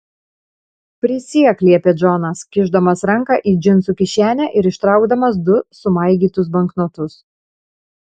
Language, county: Lithuanian, Panevėžys